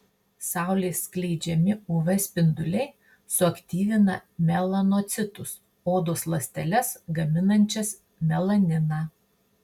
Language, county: Lithuanian, Marijampolė